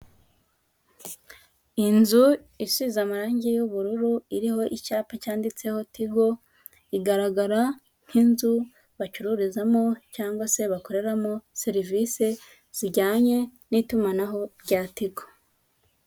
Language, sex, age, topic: Kinyarwanda, female, 18-24, finance